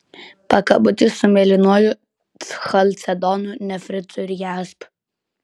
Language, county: Lithuanian, Kaunas